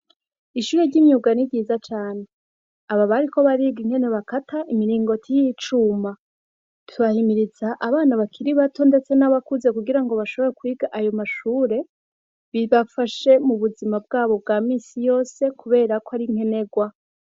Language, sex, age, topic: Rundi, female, 25-35, education